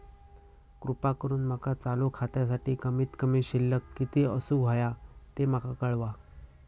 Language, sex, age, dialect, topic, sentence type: Marathi, male, 18-24, Southern Konkan, banking, statement